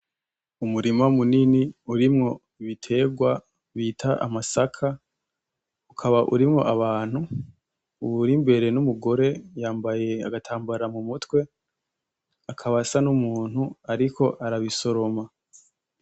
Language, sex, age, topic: Rundi, male, 18-24, agriculture